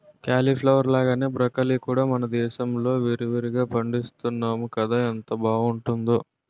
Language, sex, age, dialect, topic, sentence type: Telugu, male, 46-50, Utterandhra, agriculture, statement